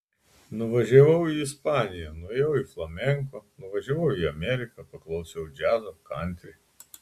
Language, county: Lithuanian, Klaipėda